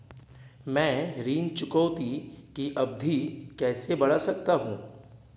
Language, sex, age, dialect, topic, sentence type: Hindi, male, 31-35, Marwari Dhudhari, banking, question